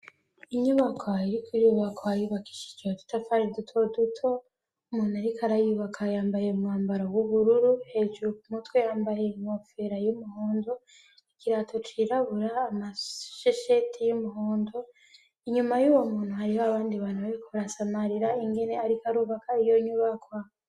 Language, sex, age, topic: Rundi, female, 25-35, education